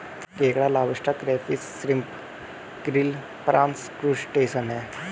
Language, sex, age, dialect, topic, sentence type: Hindi, male, 18-24, Hindustani Malvi Khadi Boli, agriculture, statement